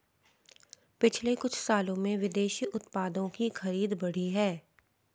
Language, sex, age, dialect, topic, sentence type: Hindi, female, 31-35, Marwari Dhudhari, agriculture, statement